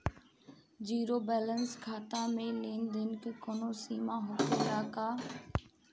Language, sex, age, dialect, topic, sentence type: Bhojpuri, female, 25-30, Southern / Standard, banking, question